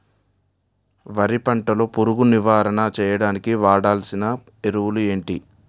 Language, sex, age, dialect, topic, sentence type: Telugu, male, 18-24, Utterandhra, agriculture, question